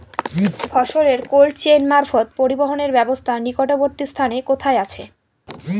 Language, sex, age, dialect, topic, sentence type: Bengali, female, 18-24, Northern/Varendri, agriculture, question